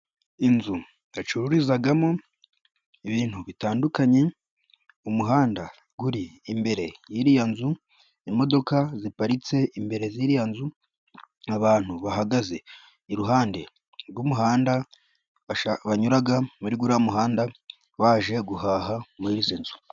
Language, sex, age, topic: Kinyarwanda, male, 25-35, finance